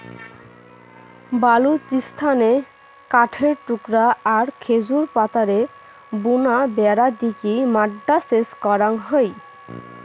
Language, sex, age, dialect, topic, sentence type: Bengali, female, 18-24, Rajbangshi, agriculture, statement